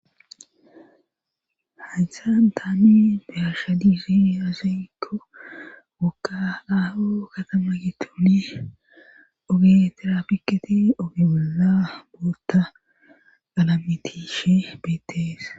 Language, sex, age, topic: Gamo, female, 36-49, government